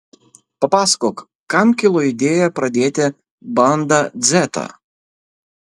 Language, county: Lithuanian, Kaunas